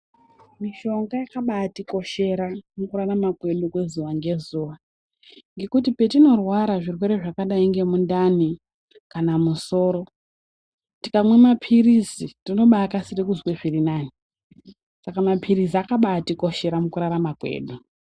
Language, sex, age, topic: Ndau, female, 18-24, health